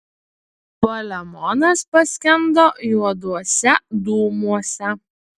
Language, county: Lithuanian, Utena